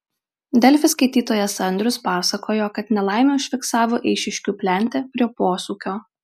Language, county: Lithuanian, Marijampolė